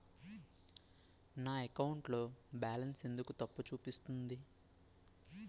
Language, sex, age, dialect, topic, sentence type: Telugu, male, 18-24, Utterandhra, banking, question